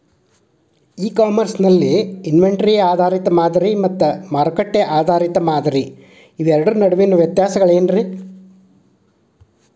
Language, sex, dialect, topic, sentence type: Kannada, male, Dharwad Kannada, agriculture, question